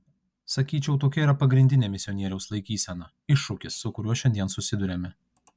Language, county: Lithuanian, Kaunas